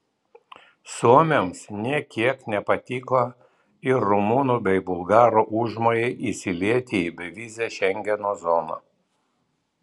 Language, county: Lithuanian, Vilnius